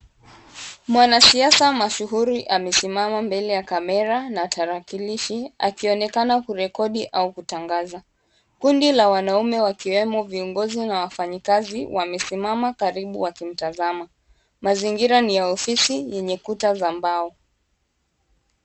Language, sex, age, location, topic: Swahili, female, 18-24, Kisumu, government